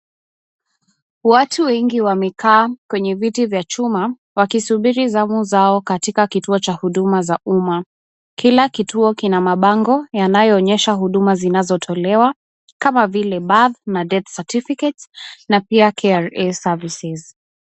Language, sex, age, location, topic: Swahili, female, 18-24, Kisumu, government